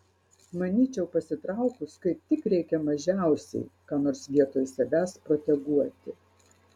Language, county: Lithuanian, Marijampolė